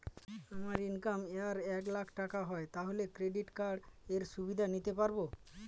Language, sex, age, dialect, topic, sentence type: Bengali, male, 36-40, Northern/Varendri, banking, question